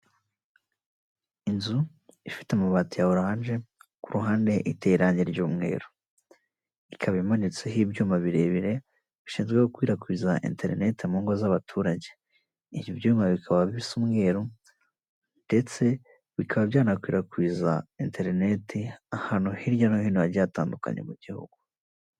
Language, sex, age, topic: Kinyarwanda, male, 18-24, government